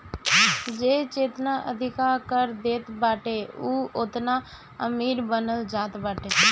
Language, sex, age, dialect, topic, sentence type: Bhojpuri, female, 18-24, Northern, banking, statement